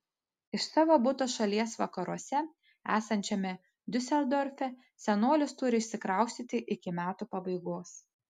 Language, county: Lithuanian, Panevėžys